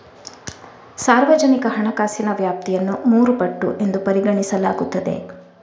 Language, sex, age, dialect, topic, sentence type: Kannada, female, 18-24, Coastal/Dakshin, banking, statement